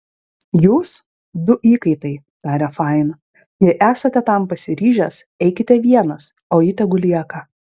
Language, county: Lithuanian, Klaipėda